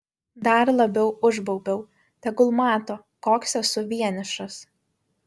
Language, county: Lithuanian, Vilnius